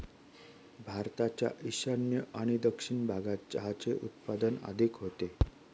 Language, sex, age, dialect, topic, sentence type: Marathi, male, 36-40, Northern Konkan, agriculture, statement